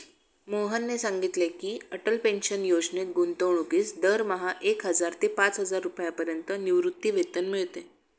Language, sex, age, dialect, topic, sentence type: Marathi, female, 36-40, Standard Marathi, banking, statement